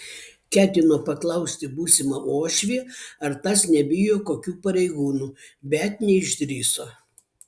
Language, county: Lithuanian, Vilnius